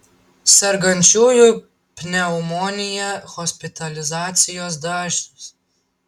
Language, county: Lithuanian, Tauragė